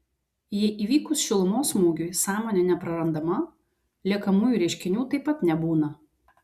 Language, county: Lithuanian, Vilnius